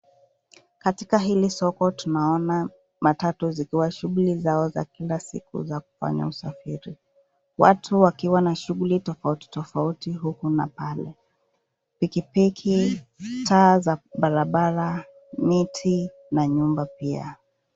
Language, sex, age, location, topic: Swahili, female, 25-35, Nairobi, government